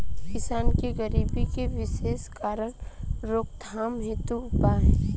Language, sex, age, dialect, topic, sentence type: Bhojpuri, female, 25-30, Southern / Standard, agriculture, question